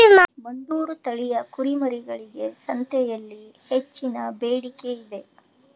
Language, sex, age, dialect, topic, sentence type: Kannada, female, 41-45, Mysore Kannada, agriculture, statement